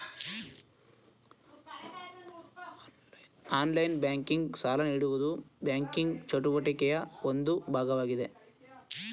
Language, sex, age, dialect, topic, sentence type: Kannada, male, 18-24, Mysore Kannada, banking, statement